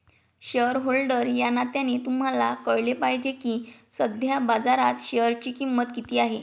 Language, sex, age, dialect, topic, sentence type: Marathi, female, 25-30, Varhadi, banking, statement